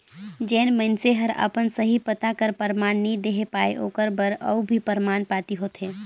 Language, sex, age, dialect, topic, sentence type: Chhattisgarhi, female, 18-24, Northern/Bhandar, banking, statement